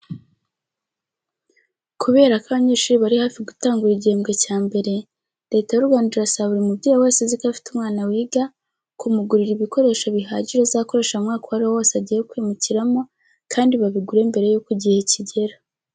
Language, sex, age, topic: Kinyarwanda, female, 18-24, education